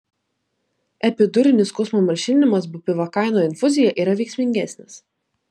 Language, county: Lithuanian, Klaipėda